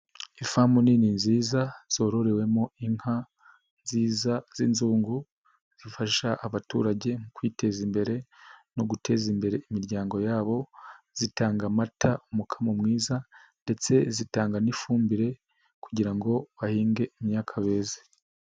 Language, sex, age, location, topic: Kinyarwanda, male, 25-35, Nyagatare, agriculture